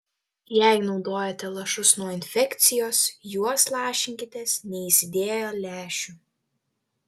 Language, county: Lithuanian, Telšiai